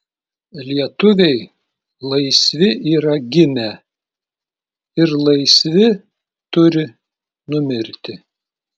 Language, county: Lithuanian, Klaipėda